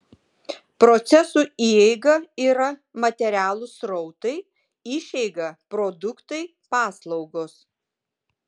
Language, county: Lithuanian, Vilnius